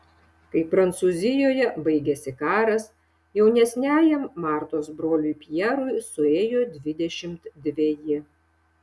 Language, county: Lithuanian, Šiauliai